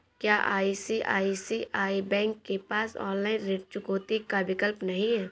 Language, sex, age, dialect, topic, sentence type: Hindi, female, 18-24, Awadhi Bundeli, banking, question